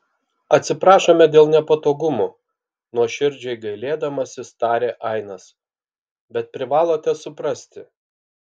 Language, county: Lithuanian, Kaunas